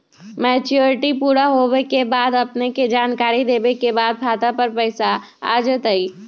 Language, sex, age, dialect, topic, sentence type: Magahi, female, 56-60, Western, banking, question